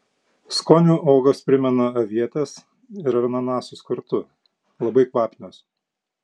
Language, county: Lithuanian, Panevėžys